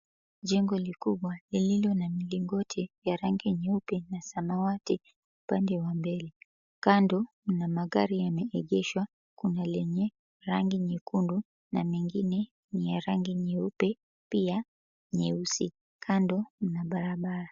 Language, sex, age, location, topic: Swahili, female, 36-49, Mombasa, finance